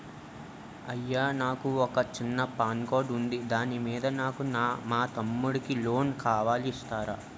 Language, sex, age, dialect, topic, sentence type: Telugu, male, 18-24, Utterandhra, banking, question